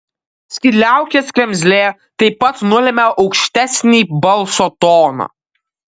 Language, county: Lithuanian, Kaunas